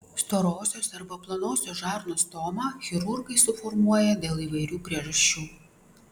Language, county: Lithuanian, Vilnius